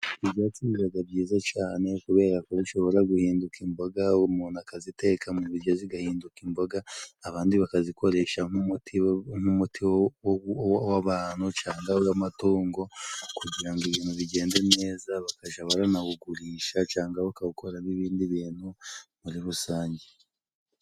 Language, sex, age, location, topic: Kinyarwanda, male, 25-35, Musanze, health